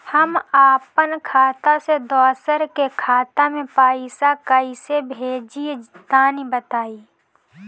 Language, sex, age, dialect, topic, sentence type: Bhojpuri, female, 18-24, Northern, banking, question